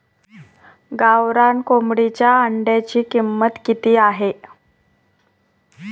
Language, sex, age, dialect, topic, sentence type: Marathi, female, 25-30, Standard Marathi, agriculture, question